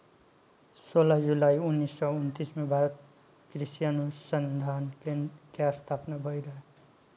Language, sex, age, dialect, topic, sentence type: Bhojpuri, male, 18-24, Northern, agriculture, statement